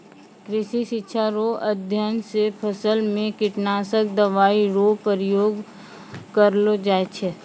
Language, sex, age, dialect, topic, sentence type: Maithili, female, 25-30, Angika, agriculture, statement